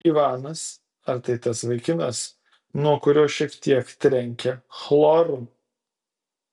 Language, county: Lithuanian, Utena